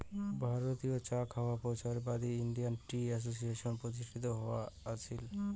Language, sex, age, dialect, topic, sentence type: Bengali, male, 18-24, Rajbangshi, agriculture, statement